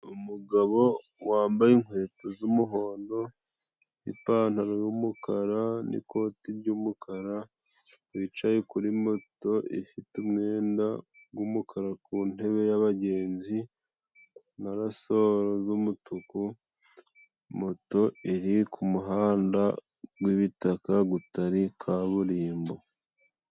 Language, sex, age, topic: Kinyarwanda, male, 25-35, government